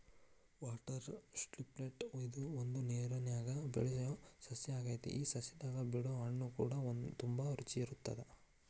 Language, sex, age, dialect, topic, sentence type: Kannada, male, 41-45, Dharwad Kannada, agriculture, statement